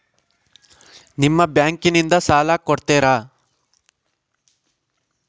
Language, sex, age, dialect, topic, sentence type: Kannada, male, 56-60, Central, banking, question